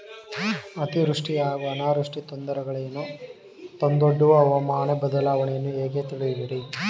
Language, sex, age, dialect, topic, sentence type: Kannada, male, 36-40, Mysore Kannada, agriculture, question